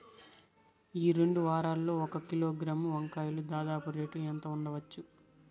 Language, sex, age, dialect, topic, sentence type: Telugu, male, 41-45, Southern, agriculture, question